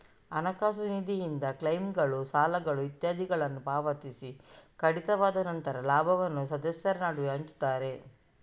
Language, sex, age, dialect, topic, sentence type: Kannada, female, 41-45, Coastal/Dakshin, banking, statement